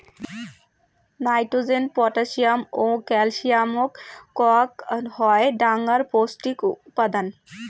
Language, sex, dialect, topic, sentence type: Bengali, female, Rajbangshi, agriculture, statement